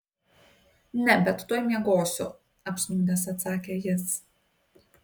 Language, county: Lithuanian, Kaunas